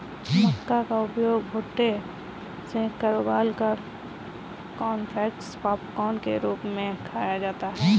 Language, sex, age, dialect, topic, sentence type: Hindi, female, 60-100, Kanauji Braj Bhasha, agriculture, statement